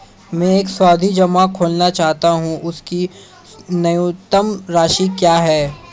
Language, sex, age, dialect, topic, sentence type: Hindi, male, 31-35, Marwari Dhudhari, banking, question